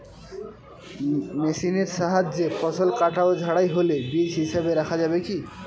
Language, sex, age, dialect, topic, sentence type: Bengali, male, 18-24, Northern/Varendri, agriculture, question